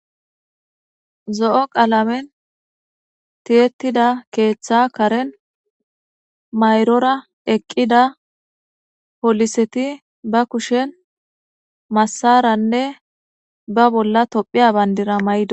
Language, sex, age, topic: Gamo, female, 25-35, government